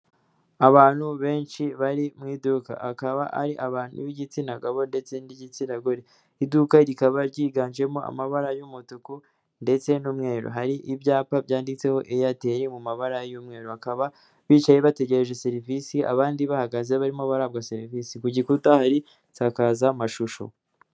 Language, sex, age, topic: Kinyarwanda, female, 18-24, finance